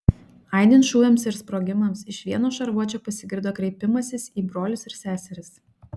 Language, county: Lithuanian, Šiauliai